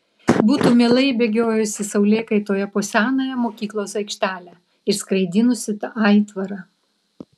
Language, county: Lithuanian, Vilnius